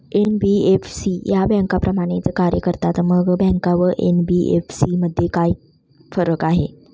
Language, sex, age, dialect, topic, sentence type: Marathi, female, 25-30, Standard Marathi, banking, question